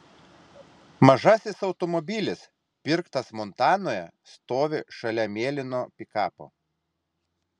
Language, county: Lithuanian, Vilnius